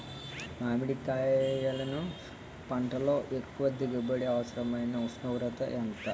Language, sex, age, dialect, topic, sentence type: Telugu, male, 18-24, Utterandhra, agriculture, question